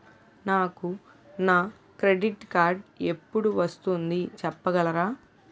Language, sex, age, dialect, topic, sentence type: Telugu, female, 18-24, Utterandhra, banking, question